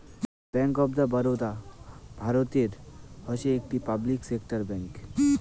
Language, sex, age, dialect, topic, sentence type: Bengali, male, 18-24, Rajbangshi, banking, statement